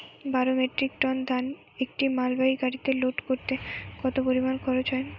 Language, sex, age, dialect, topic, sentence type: Bengali, female, 18-24, Northern/Varendri, agriculture, question